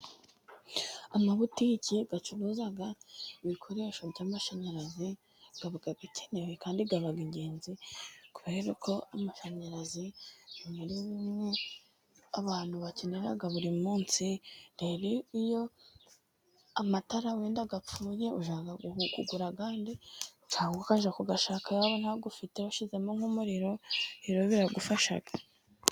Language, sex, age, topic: Kinyarwanda, female, 18-24, finance